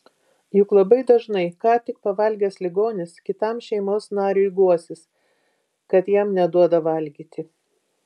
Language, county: Lithuanian, Vilnius